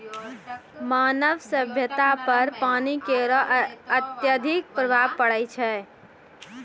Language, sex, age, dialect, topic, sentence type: Maithili, female, 18-24, Angika, agriculture, statement